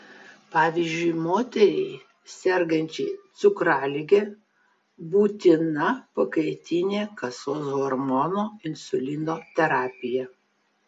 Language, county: Lithuanian, Vilnius